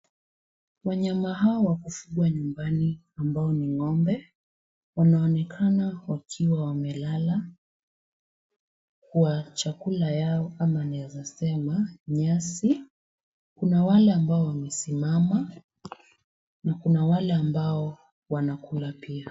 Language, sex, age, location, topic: Swahili, female, 18-24, Kisumu, agriculture